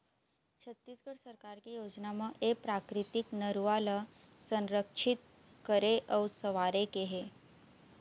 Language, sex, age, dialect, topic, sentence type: Chhattisgarhi, female, 18-24, Eastern, agriculture, statement